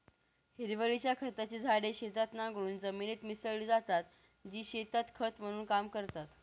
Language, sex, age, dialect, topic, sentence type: Marathi, female, 18-24, Northern Konkan, agriculture, statement